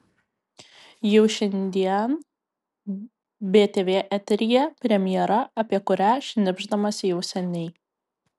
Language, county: Lithuanian, Kaunas